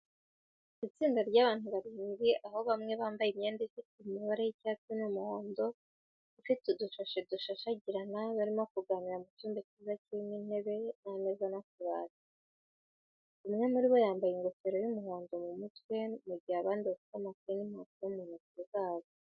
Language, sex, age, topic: Kinyarwanda, female, 18-24, education